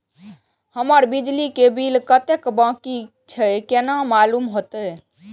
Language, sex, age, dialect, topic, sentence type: Maithili, female, 18-24, Eastern / Thethi, banking, question